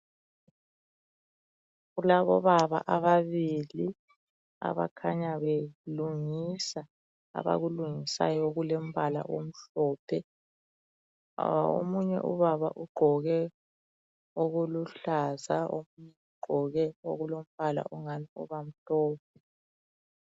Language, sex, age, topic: North Ndebele, female, 25-35, health